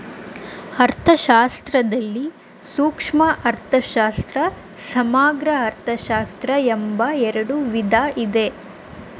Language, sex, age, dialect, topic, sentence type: Kannada, female, 18-24, Mysore Kannada, banking, statement